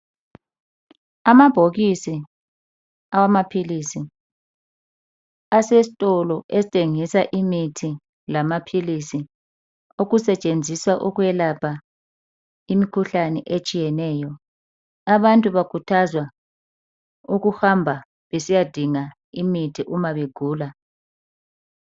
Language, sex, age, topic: North Ndebele, female, 36-49, health